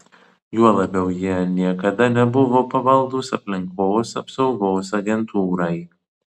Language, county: Lithuanian, Vilnius